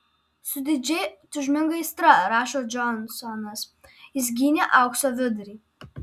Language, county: Lithuanian, Alytus